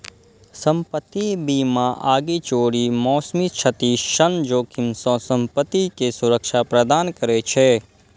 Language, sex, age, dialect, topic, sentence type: Maithili, male, 25-30, Eastern / Thethi, banking, statement